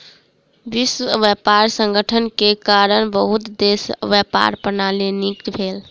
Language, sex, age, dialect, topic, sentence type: Maithili, female, 25-30, Southern/Standard, banking, statement